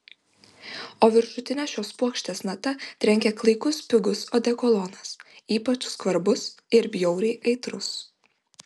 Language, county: Lithuanian, Vilnius